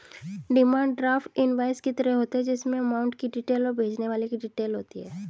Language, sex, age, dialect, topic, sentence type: Hindi, female, 36-40, Hindustani Malvi Khadi Boli, banking, statement